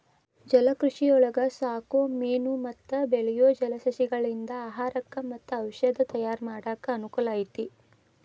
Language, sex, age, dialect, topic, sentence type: Kannada, female, 25-30, Dharwad Kannada, agriculture, statement